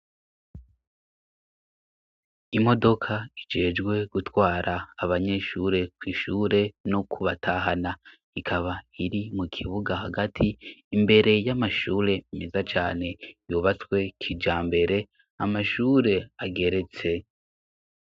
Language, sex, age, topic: Rundi, male, 25-35, education